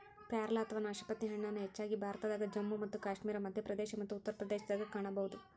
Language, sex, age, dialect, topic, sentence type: Kannada, female, 25-30, Dharwad Kannada, agriculture, statement